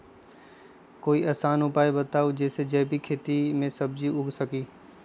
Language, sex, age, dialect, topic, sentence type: Magahi, male, 25-30, Western, agriculture, question